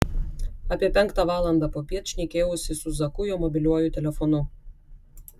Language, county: Lithuanian, Klaipėda